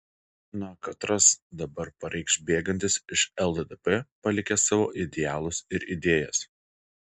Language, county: Lithuanian, Alytus